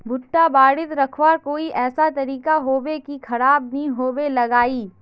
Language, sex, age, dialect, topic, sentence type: Magahi, female, 25-30, Northeastern/Surjapuri, agriculture, question